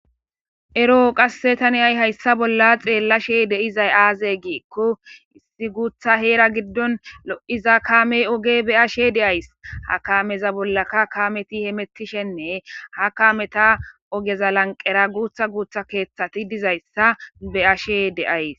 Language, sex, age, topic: Gamo, male, 18-24, government